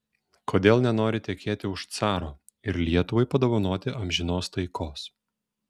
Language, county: Lithuanian, Šiauliai